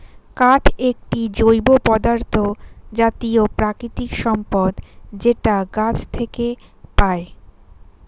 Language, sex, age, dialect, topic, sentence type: Bengali, female, 25-30, Standard Colloquial, agriculture, statement